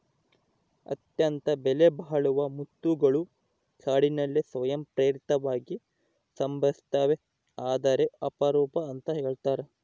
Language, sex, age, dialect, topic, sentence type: Kannada, male, 25-30, Central, agriculture, statement